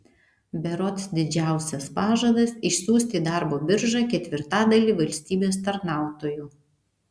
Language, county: Lithuanian, Vilnius